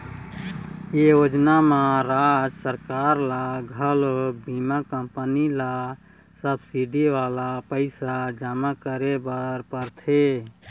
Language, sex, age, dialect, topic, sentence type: Chhattisgarhi, female, 36-40, Eastern, agriculture, statement